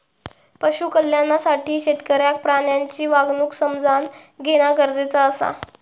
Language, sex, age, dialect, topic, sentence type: Marathi, female, 18-24, Southern Konkan, agriculture, statement